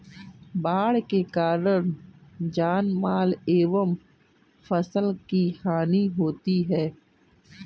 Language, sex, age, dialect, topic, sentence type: Hindi, female, 36-40, Kanauji Braj Bhasha, agriculture, statement